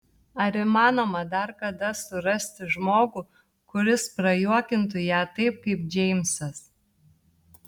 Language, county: Lithuanian, Telšiai